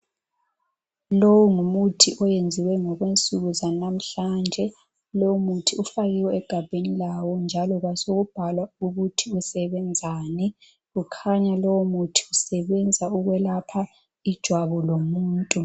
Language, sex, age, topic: North Ndebele, female, 18-24, health